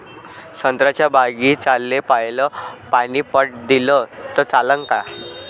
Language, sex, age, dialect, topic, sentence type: Marathi, male, 25-30, Varhadi, agriculture, question